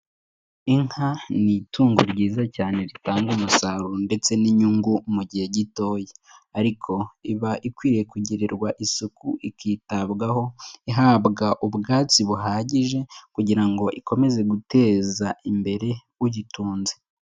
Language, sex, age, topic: Kinyarwanda, male, 18-24, agriculture